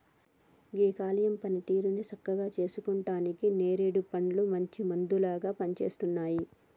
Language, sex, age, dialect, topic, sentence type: Telugu, female, 31-35, Telangana, agriculture, statement